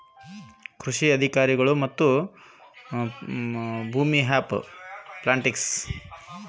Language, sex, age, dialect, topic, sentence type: Kannada, male, 36-40, Central, agriculture, question